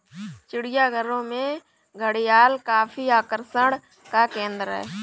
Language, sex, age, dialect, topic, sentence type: Hindi, male, 25-30, Marwari Dhudhari, agriculture, statement